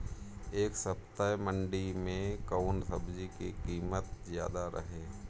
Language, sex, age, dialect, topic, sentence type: Bhojpuri, male, 31-35, Northern, agriculture, question